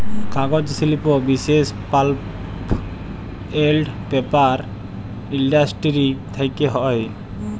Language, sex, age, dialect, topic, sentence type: Bengali, male, 25-30, Jharkhandi, agriculture, statement